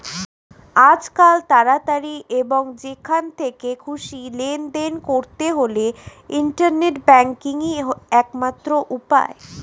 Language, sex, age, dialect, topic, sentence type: Bengali, female, 25-30, Standard Colloquial, banking, statement